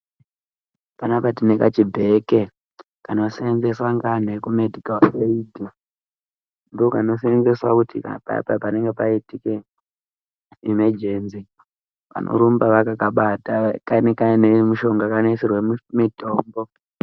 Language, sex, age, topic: Ndau, male, 18-24, health